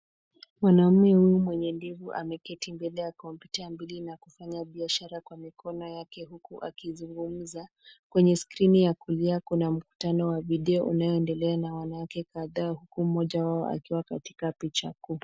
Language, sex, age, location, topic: Swahili, female, 25-35, Nairobi, education